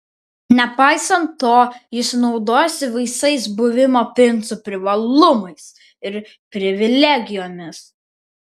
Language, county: Lithuanian, Vilnius